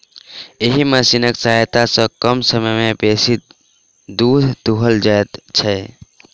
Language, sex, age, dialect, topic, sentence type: Maithili, male, 18-24, Southern/Standard, agriculture, statement